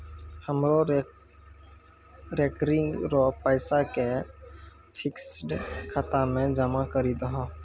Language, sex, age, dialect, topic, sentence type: Maithili, male, 18-24, Angika, banking, statement